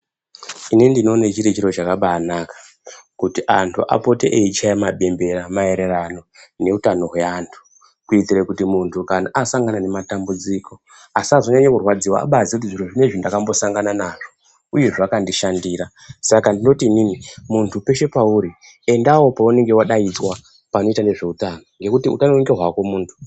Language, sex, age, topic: Ndau, male, 25-35, health